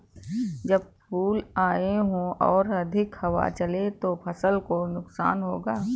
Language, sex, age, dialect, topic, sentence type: Hindi, female, 18-24, Awadhi Bundeli, agriculture, question